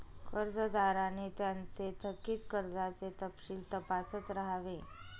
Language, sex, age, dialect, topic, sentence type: Marathi, female, 18-24, Northern Konkan, banking, statement